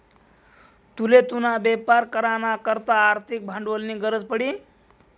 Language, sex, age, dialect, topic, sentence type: Marathi, male, 25-30, Northern Konkan, banking, statement